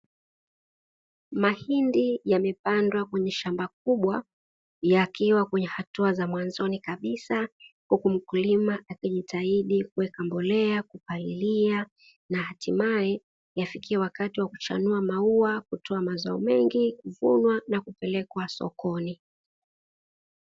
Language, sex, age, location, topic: Swahili, female, 18-24, Dar es Salaam, agriculture